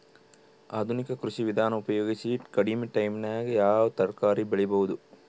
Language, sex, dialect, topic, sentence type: Kannada, male, Northeastern, agriculture, question